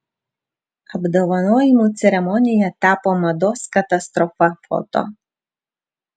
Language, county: Lithuanian, Vilnius